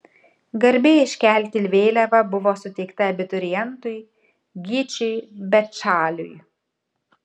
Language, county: Lithuanian, Kaunas